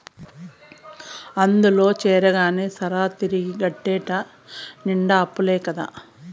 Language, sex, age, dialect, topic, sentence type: Telugu, female, 51-55, Southern, agriculture, statement